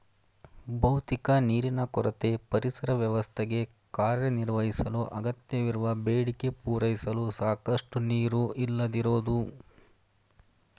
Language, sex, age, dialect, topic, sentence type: Kannada, male, 31-35, Mysore Kannada, agriculture, statement